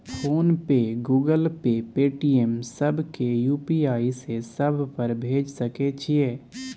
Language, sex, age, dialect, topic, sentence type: Maithili, male, 18-24, Bajjika, banking, question